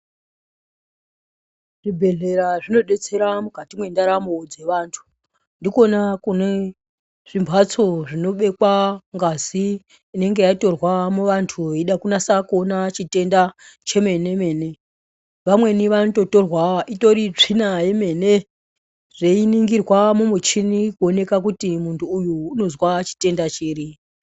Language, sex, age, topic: Ndau, male, 36-49, health